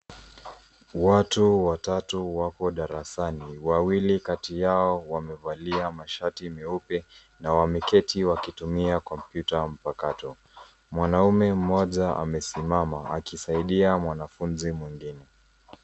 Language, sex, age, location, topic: Swahili, female, 18-24, Nairobi, education